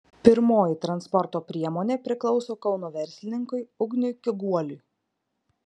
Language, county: Lithuanian, Marijampolė